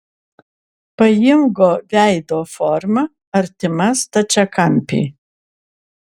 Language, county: Lithuanian, Kaunas